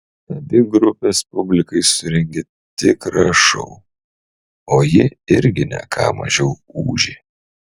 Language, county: Lithuanian, Utena